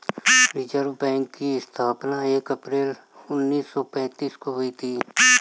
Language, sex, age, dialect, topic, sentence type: Hindi, female, 31-35, Marwari Dhudhari, banking, statement